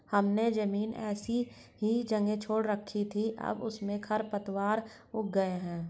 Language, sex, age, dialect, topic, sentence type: Hindi, female, 46-50, Hindustani Malvi Khadi Boli, agriculture, statement